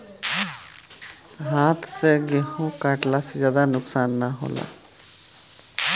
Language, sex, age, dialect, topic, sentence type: Bhojpuri, male, 18-24, Southern / Standard, agriculture, statement